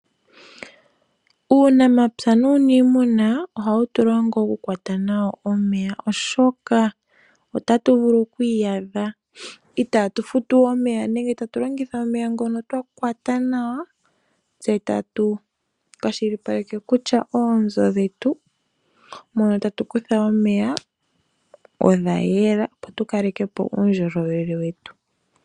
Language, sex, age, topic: Oshiwambo, female, 18-24, agriculture